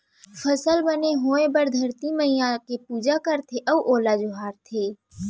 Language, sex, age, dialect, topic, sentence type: Chhattisgarhi, female, 18-24, Central, agriculture, statement